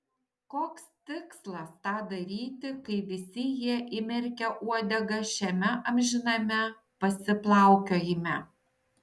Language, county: Lithuanian, Šiauliai